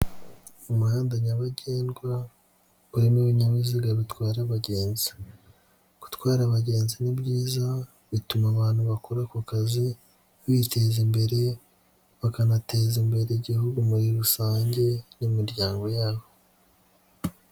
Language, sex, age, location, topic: Kinyarwanda, male, 25-35, Nyagatare, finance